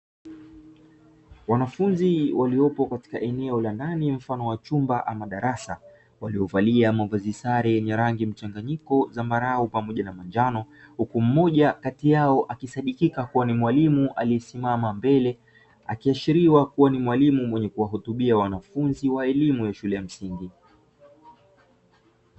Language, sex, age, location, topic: Swahili, male, 25-35, Dar es Salaam, education